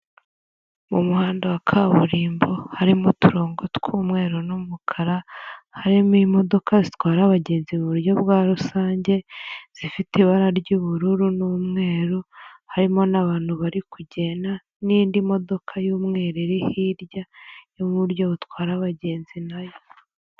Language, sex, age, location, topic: Kinyarwanda, female, 18-24, Huye, government